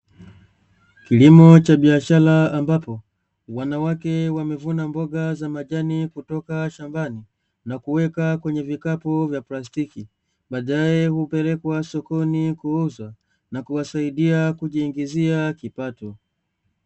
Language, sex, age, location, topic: Swahili, male, 25-35, Dar es Salaam, agriculture